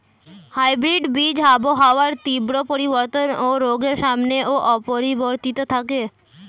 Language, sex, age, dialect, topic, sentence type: Bengali, female, <18, Standard Colloquial, agriculture, statement